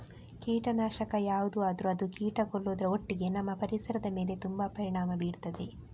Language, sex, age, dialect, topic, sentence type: Kannada, female, 18-24, Coastal/Dakshin, agriculture, statement